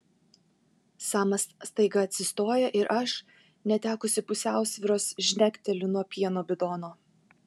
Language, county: Lithuanian, Vilnius